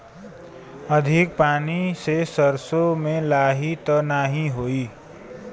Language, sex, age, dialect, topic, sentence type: Bhojpuri, male, 25-30, Western, agriculture, question